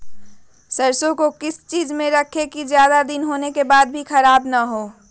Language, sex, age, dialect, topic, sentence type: Magahi, female, 36-40, Western, agriculture, question